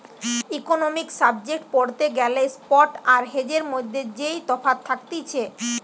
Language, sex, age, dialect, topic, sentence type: Bengali, female, 18-24, Western, banking, statement